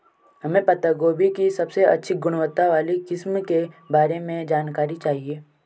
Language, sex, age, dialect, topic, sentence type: Hindi, male, 25-30, Garhwali, agriculture, question